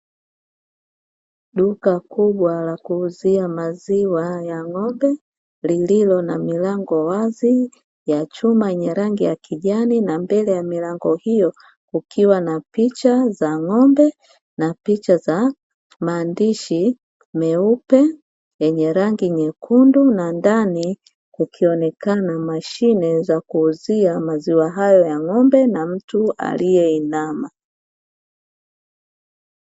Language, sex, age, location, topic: Swahili, female, 50+, Dar es Salaam, finance